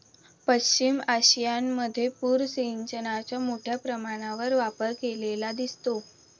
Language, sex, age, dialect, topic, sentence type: Marathi, female, 18-24, Standard Marathi, agriculture, statement